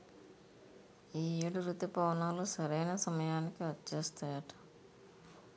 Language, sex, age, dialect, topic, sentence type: Telugu, female, 41-45, Utterandhra, agriculture, statement